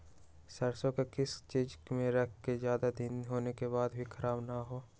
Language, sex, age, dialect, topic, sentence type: Magahi, male, 18-24, Western, agriculture, question